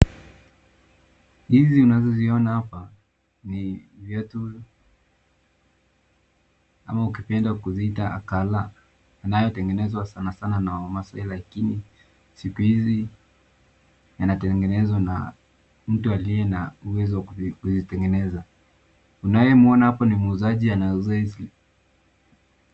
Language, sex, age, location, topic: Swahili, male, 18-24, Nakuru, finance